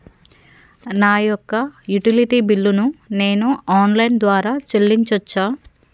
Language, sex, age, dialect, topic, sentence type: Telugu, female, 36-40, Telangana, banking, question